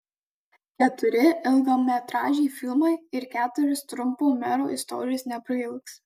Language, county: Lithuanian, Kaunas